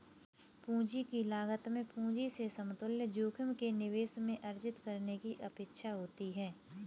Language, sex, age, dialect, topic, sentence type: Hindi, female, 18-24, Kanauji Braj Bhasha, banking, statement